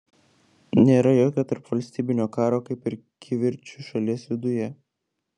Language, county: Lithuanian, Klaipėda